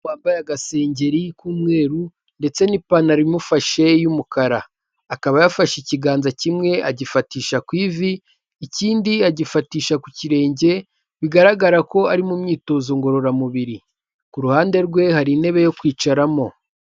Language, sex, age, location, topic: Kinyarwanda, male, 18-24, Kigali, health